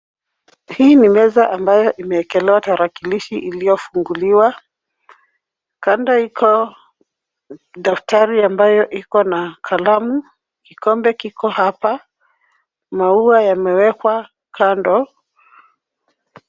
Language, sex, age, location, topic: Swahili, female, 36-49, Nairobi, education